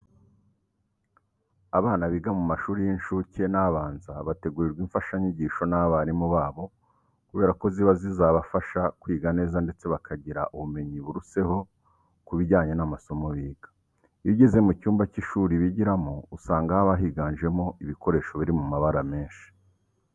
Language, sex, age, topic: Kinyarwanda, male, 36-49, education